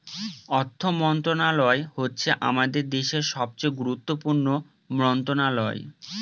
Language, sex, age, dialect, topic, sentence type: Bengali, male, 25-30, Northern/Varendri, banking, statement